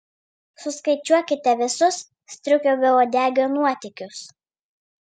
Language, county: Lithuanian, Vilnius